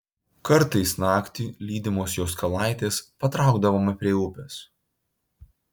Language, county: Lithuanian, Utena